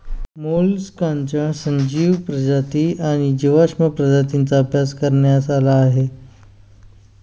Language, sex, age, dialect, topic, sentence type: Marathi, male, 25-30, Standard Marathi, agriculture, statement